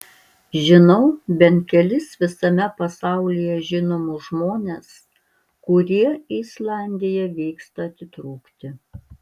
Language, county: Lithuanian, Alytus